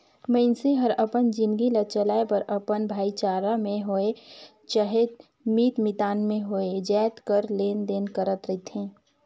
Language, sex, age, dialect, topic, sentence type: Chhattisgarhi, female, 56-60, Northern/Bhandar, banking, statement